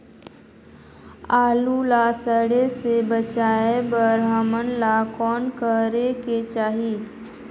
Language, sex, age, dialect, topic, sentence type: Chhattisgarhi, female, 51-55, Northern/Bhandar, agriculture, question